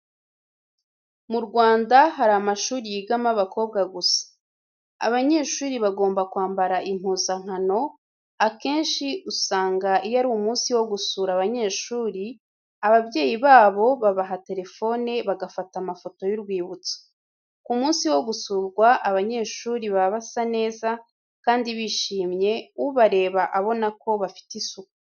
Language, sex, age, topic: Kinyarwanda, female, 25-35, education